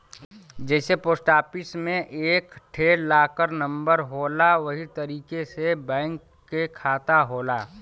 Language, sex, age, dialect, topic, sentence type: Bhojpuri, male, 31-35, Western, banking, statement